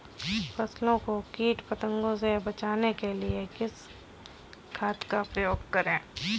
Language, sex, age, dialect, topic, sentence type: Hindi, female, 25-30, Kanauji Braj Bhasha, agriculture, question